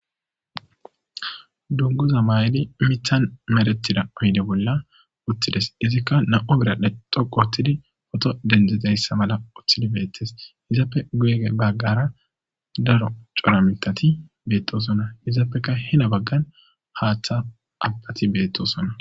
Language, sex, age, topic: Gamo, male, 25-35, government